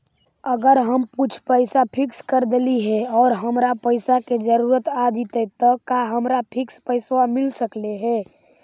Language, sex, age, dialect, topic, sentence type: Magahi, male, 51-55, Central/Standard, banking, question